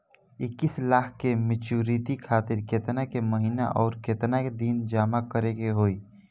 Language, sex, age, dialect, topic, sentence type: Bhojpuri, male, <18, Southern / Standard, banking, question